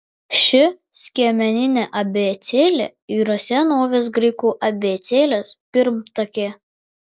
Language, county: Lithuanian, Vilnius